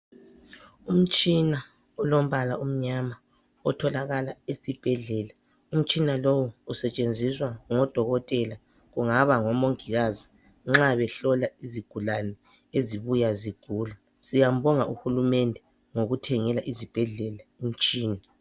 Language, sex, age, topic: North Ndebele, female, 25-35, health